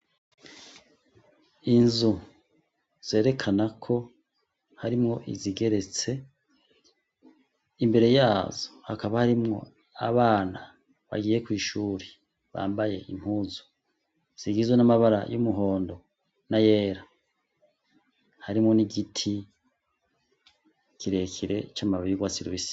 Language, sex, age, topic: Rundi, male, 36-49, education